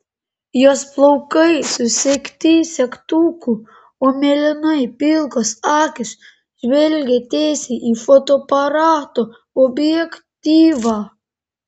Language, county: Lithuanian, Panevėžys